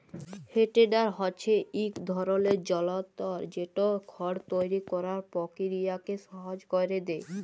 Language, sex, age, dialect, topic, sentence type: Bengali, male, 31-35, Jharkhandi, agriculture, statement